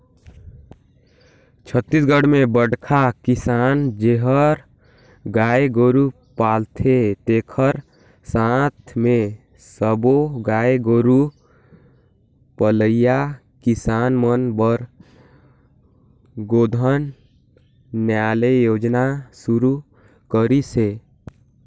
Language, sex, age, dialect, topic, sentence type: Chhattisgarhi, male, 18-24, Northern/Bhandar, agriculture, statement